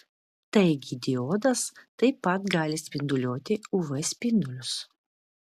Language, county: Lithuanian, Vilnius